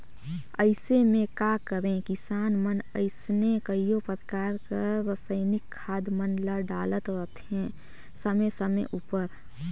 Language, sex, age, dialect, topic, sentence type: Chhattisgarhi, female, 18-24, Northern/Bhandar, agriculture, statement